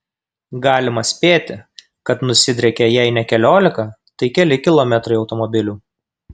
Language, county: Lithuanian, Kaunas